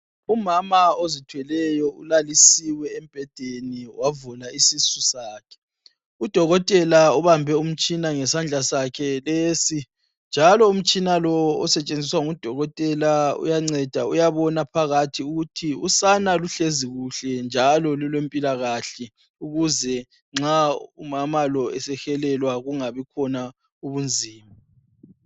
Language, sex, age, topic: North Ndebele, female, 18-24, health